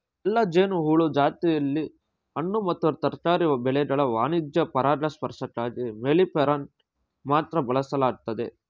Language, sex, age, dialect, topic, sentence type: Kannada, male, 36-40, Mysore Kannada, agriculture, statement